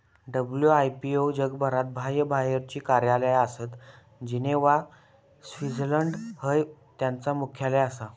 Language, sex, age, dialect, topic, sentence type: Marathi, male, 18-24, Southern Konkan, banking, statement